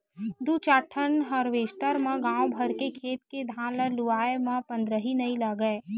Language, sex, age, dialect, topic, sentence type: Chhattisgarhi, female, 25-30, Western/Budati/Khatahi, agriculture, statement